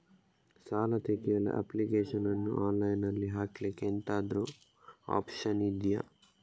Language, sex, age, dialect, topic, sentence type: Kannada, male, 31-35, Coastal/Dakshin, banking, question